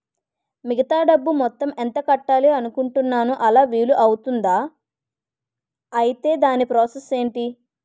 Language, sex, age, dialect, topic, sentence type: Telugu, female, 18-24, Utterandhra, banking, question